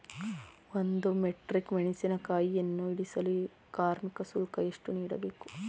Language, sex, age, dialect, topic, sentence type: Kannada, female, 31-35, Mysore Kannada, agriculture, question